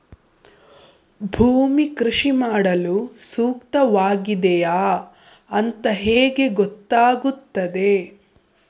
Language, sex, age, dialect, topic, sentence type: Kannada, female, 18-24, Coastal/Dakshin, agriculture, question